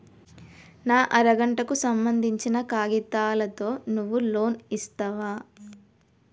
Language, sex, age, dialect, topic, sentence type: Telugu, female, 36-40, Telangana, banking, question